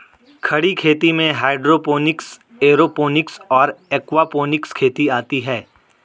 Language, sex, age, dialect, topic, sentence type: Hindi, male, 46-50, Hindustani Malvi Khadi Boli, agriculture, statement